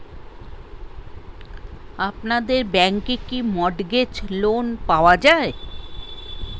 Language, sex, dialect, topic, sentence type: Bengali, female, Standard Colloquial, banking, question